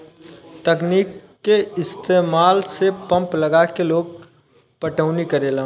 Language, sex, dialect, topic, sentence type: Bhojpuri, male, Southern / Standard, agriculture, statement